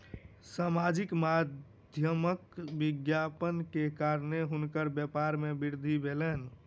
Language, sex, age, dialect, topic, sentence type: Maithili, male, 18-24, Southern/Standard, banking, statement